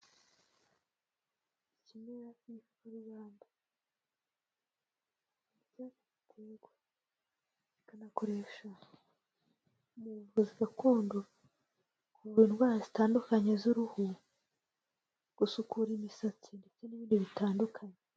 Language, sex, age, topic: Kinyarwanda, female, 18-24, health